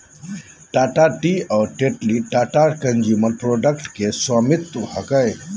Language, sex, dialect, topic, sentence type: Magahi, male, Southern, agriculture, statement